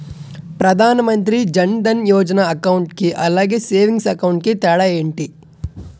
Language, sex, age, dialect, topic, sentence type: Telugu, male, 25-30, Utterandhra, banking, question